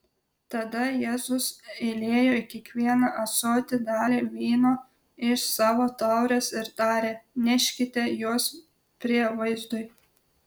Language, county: Lithuanian, Telšiai